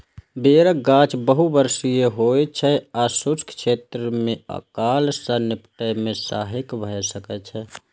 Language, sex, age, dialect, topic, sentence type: Maithili, male, 25-30, Eastern / Thethi, agriculture, statement